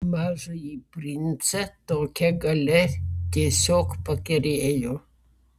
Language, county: Lithuanian, Vilnius